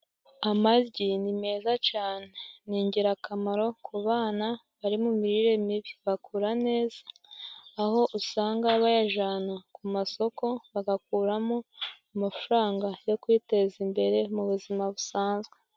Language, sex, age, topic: Kinyarwanda, male, 18-24, agriculture